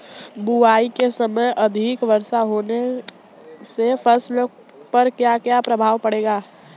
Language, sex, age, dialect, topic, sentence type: Hindi, male, 18-24, Marwari Dhudhari, agriculture, question